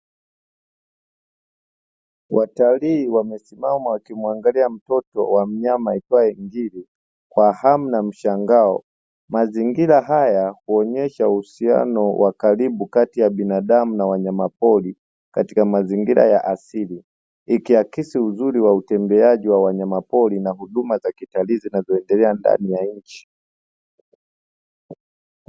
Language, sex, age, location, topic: Swahili, male, 25-35, Dar es Salaam, agriculture